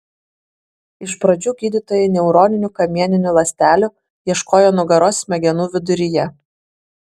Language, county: Lithuanian, Vilnius